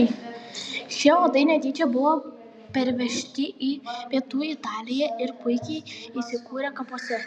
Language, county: Lithuanian, Panevėžys